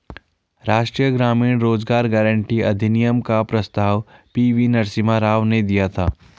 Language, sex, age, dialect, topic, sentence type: Hindi, male, 41-45, Garhwali, banking, statement